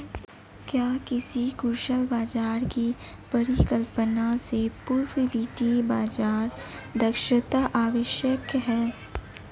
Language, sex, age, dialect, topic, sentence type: Hindi, male, 18-24, Marwari Dhudhari, banking, statement